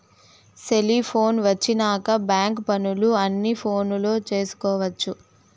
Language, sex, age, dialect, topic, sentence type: Telugu, male, 31-35, Southern, banking, statement